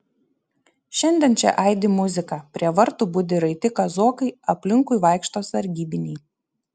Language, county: Lithuanian, Šiauliai